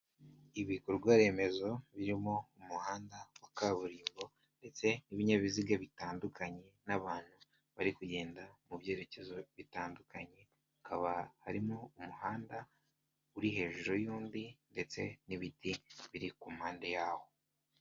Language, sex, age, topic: Kinyarwanda, male, 18-24, government